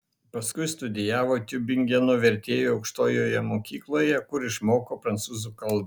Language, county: Lithuanian, Šiauliai